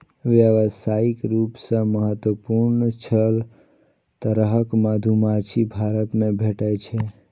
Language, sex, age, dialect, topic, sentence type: Maithili, male, 18-24, Eastern / Thethi, agriculture, statement